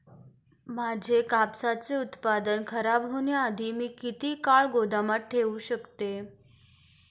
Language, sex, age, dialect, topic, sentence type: Marathi, female, 18-24, Standard Marathi, agriculture, question